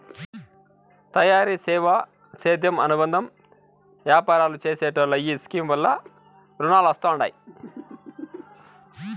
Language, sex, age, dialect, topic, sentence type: Telugu, male, 41-45, Southern, banking, statement